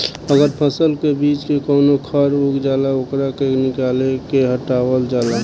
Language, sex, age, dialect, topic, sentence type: Bhojpuri, male, 18-24, Southern / Standard, agriculture, statement